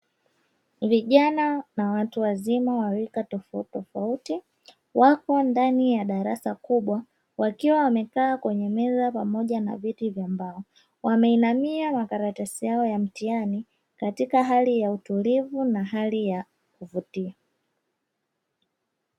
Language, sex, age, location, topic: Swahili, female, 25-35, Dar es Salaam, education